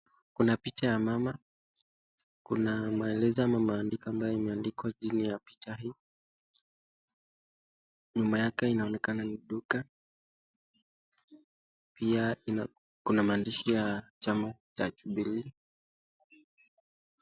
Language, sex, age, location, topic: Swahili, male, 18-24, Nakuru, finance